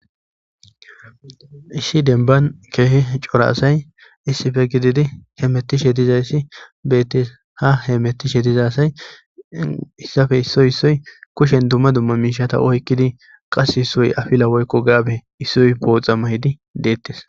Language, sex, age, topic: Gamo, male, 25-35, government